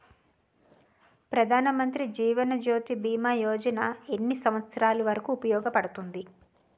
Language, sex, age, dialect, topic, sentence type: Telugu, female, 36-40, Utterandhra, banking, question